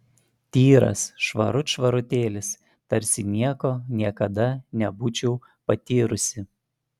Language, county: Lithuanian, Panevėžys